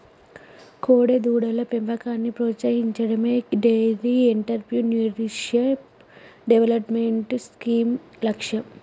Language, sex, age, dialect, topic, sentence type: Telugu, female, 18-24, Telangana, agriculture, statement